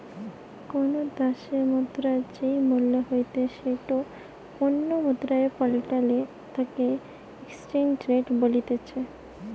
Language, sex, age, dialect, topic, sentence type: Bengali, female, 18-24, Western, banking, statement